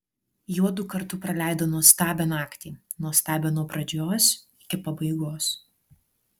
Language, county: Lithuanian, Alytus